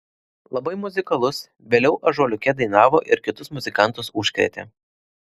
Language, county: Lithuanian, Klaipėda